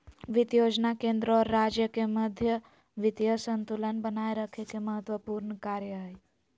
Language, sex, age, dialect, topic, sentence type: Magahi, female, 18-24, Southern, banking, statement